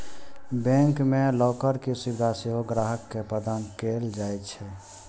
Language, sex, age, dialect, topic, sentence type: Maithili, male, 18-24, Eastern / Thethi, banking, statement